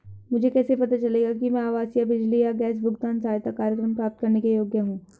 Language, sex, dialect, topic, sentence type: Hindi, female, Hindustani Malvi Khadi Boli, banking, question